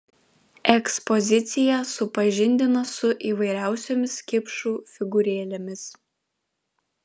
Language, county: Lithuanian, Vilnius